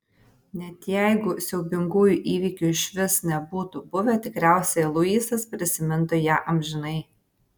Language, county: Lithuanian, Vilnius